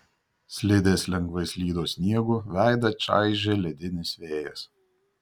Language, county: Lithuanian, Šiauliai